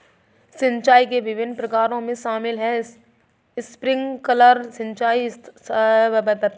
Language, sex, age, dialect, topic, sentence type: Hindi, female, 51-55, Kanauji Braj Bhasha, agriculture, statement